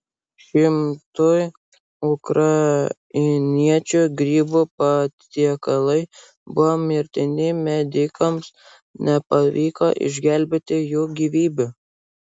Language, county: Lithuanian, Vilnius